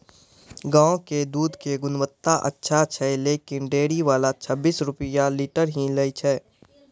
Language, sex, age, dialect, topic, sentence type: Maithili, male, 18-24, Angika, agriculture, question